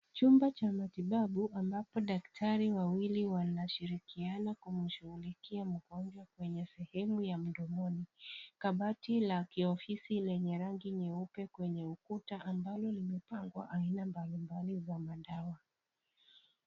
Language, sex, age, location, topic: Swahili, female, 25-35, Kisii, health